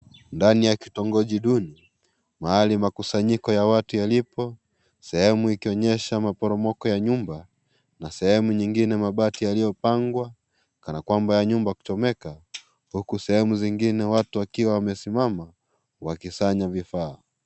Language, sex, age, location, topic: Swahili, male, 25-35, Kisii, health